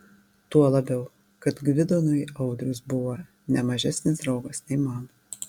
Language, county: Lithuanian, Tauragė